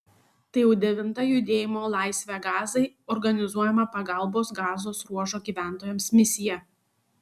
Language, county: Lithuanian, Šiauliai